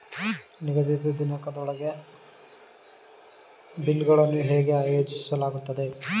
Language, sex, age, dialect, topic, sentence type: Kannada, male, 36-40, Mysore Kannada, banking, question